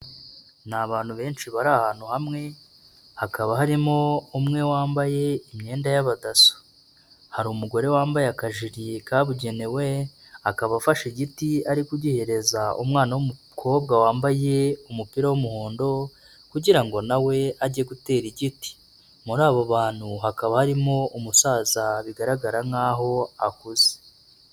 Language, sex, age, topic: Kinyarwanda, male, 25-35, agriculture